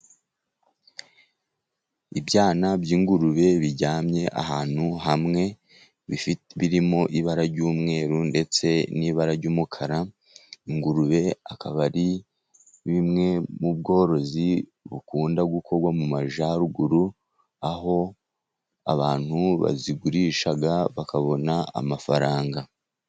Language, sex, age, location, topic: Kinyarwanda, male, 50+, Musanze, agriculture